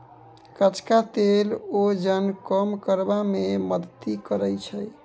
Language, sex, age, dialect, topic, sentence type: Maithili, male, 18-24, Bajjika, agriculture, statement